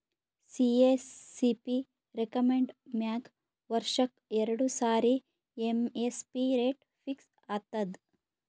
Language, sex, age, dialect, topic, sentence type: Kannada, female, 31-35, Northeastern, agriculture, statement